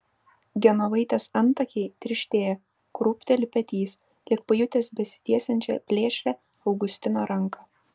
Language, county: Lithuanian, Vilnius